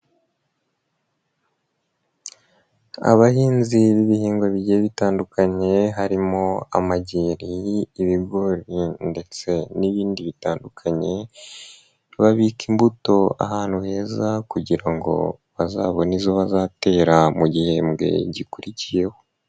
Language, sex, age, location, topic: Kinyarwanda, male, 25-35, Nyagatare, agriculture